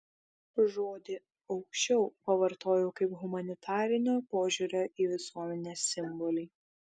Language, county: Lithuanian, Šiauliai